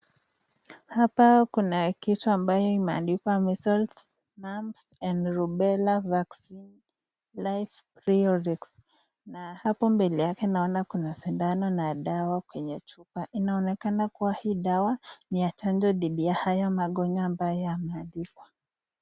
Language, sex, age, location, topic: Swahili, female, 50+, Nakuru, health